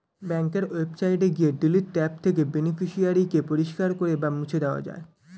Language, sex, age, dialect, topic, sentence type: Bengali, male, 18-24, Standard Colloquial, banking, statement